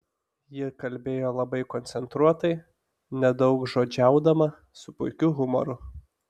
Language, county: Lithuanian, Telšiai